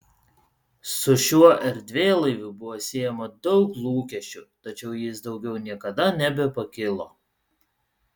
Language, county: Lithuanian, Utena